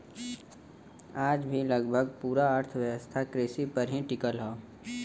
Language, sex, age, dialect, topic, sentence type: Bhojpuri, male, 18-24, Western, agriculture, statement